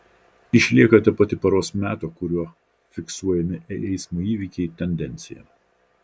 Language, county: Lithuanian, Vilnius